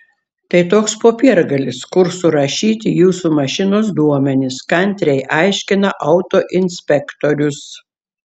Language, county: Lithuanian, Šiauliai